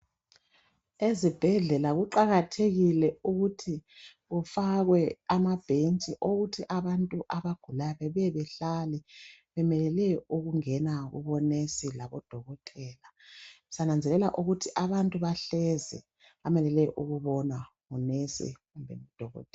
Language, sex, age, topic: North Ndebele, male, 36-49, health